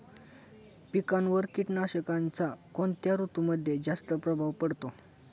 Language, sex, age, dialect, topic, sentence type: Marathi, male, 18-24, Standard Marathi, agriculture, question